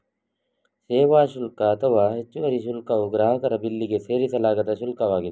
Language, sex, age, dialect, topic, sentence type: Kannada, male, 25-30, Coastal/Dakshin, banking, statement